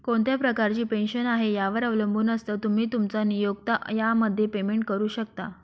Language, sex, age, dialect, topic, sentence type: Marathi, female, 56-60, Northern Konkan, banking, statement